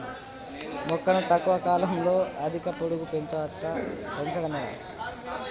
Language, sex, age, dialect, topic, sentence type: Telugu, male, 18-24, Telangana, agriculture, question